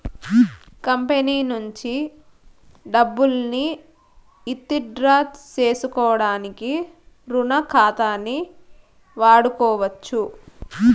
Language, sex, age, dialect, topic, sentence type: Telugu, female, 18-24, Southern, banking, statement